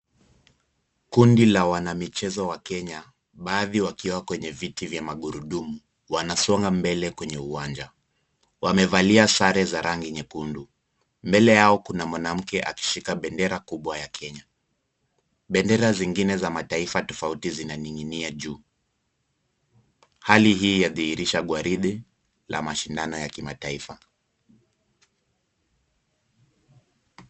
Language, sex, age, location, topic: Swahili, male, 25-35, Kisumu, education